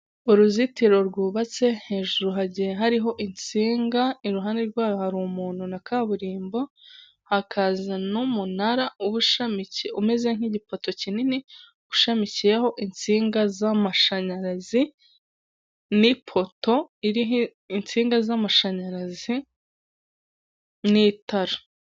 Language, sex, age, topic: Kinyarwanda, female, 18-24, government